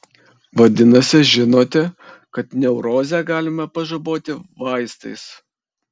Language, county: Lithuanian, Kaunas